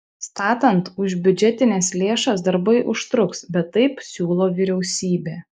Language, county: Lithuanian, Šiauliai